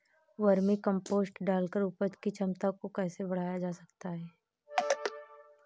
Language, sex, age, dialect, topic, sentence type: Hindi, female, 18-24, Awadhi Bundeli, agriculture, question